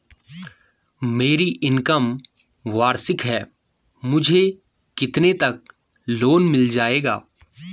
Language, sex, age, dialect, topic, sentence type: Hindi, male, 18-24, Garhwali, banking, question